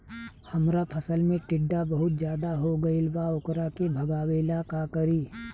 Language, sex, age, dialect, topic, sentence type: Bhojpuri, male, 36-40, Southern / Standard, agriculture, question